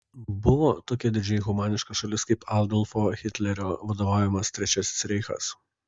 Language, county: Lithuanian, Kaunas